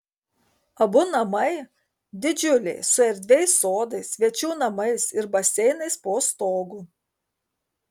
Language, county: Lithuanian, Kaunas